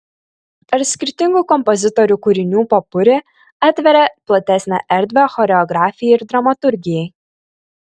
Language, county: Lithuanian, Kaunas